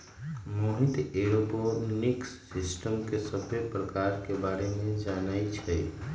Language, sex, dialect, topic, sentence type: Magahi, male, Western, agriculture, statement